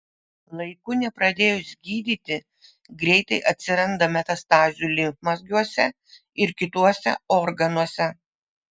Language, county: Lithuanian, Vilnius